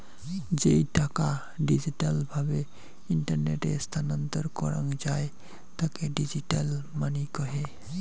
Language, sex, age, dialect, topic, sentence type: Bengali, male, 31-35, Rajbangshi, banking, statement